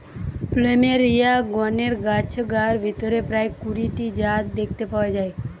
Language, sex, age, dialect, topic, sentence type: Bengali, female, 18-24, Western, agriculture, statement